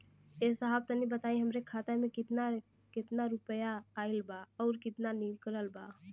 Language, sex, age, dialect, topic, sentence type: Bhojpuri, female, 18-24, Western, banking, question